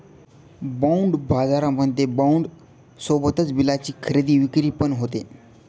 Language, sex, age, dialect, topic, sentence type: Marathi, male, 18-24, Northern Konkan, banking, statement